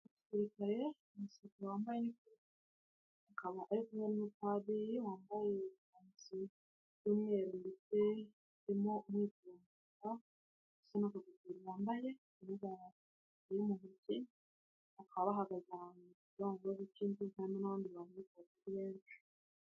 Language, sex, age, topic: Kinyarwanda, female, 18-24, finance